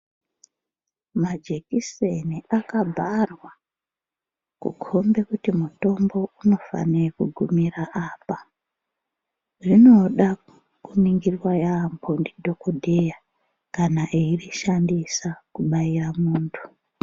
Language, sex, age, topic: Ndau, male, 36-49, health